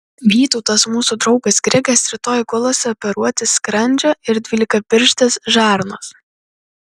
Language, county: Lithuanian, Vilnius